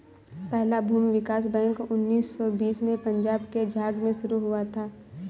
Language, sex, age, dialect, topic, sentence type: Hindi, female, 18-24, Awadhi Bundeli, banking, statement